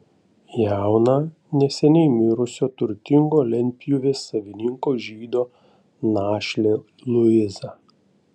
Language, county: Lithuanian, Panevėžys